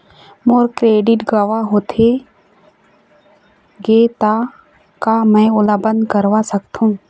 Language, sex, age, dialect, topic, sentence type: Chhattisgarhi, female, 51-55, Eastern, banking, question